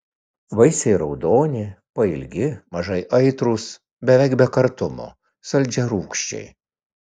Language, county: Lithuanian, Vilnius